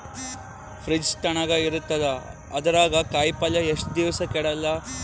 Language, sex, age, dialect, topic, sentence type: Kannada, male, 18-24, Northeastern, agriculture, question